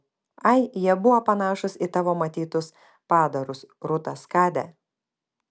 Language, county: Lithuanian, Kaunas